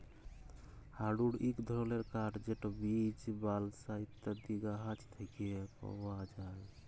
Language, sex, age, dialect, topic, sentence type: Bengali, male, 31-35, Jharkhandi, agriculture, statement